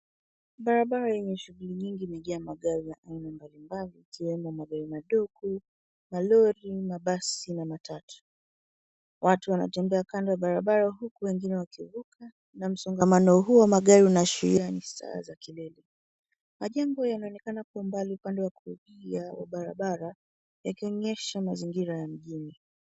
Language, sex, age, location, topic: Swahili, female, 18-24, Nairobi, government